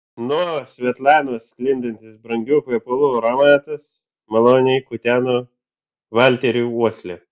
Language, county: Lithuanian, Vilnius